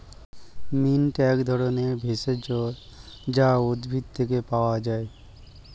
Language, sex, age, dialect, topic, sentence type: Bengali, male, 36-40, Standard Colloquial, agriculture, statement